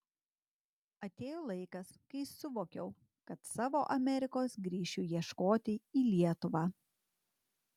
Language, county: Lithuanian, Tauragė